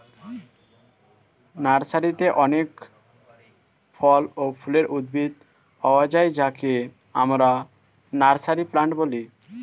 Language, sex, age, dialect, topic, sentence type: Bengali, male, 18-24, Standard Colloquial, agriculture, statement